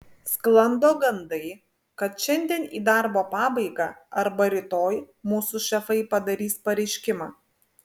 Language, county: Lithuanian, Vilnius